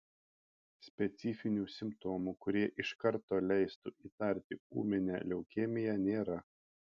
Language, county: Lithuanian, Panevėžys